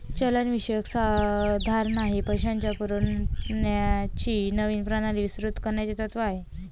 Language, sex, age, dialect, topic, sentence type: Marathi, female, 25-30, Varhadi, banking, statement